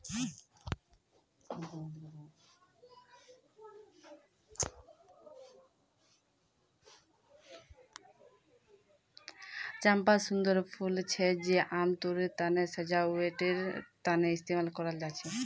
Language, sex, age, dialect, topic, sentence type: Magahi, female, 18-24, Northeastern/Surjapuri, agriculture, statement